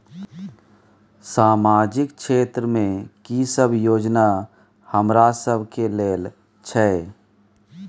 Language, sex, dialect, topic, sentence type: Maithili, male, Bajjika, banking, question